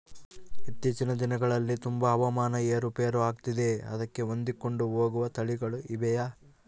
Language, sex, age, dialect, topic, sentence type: Kannada, male, 18-24, Central, agriculture, question